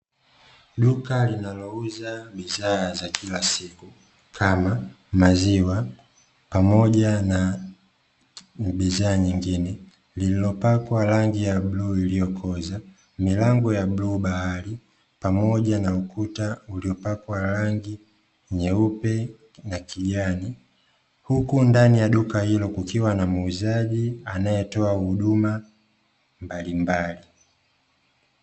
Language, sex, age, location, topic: Swahili, male, 25-35, Dar es Salaam, finance